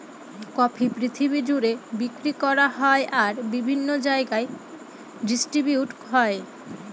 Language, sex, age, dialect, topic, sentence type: Bengali, female, 18-24, Northern/Varendri, agriculture, statement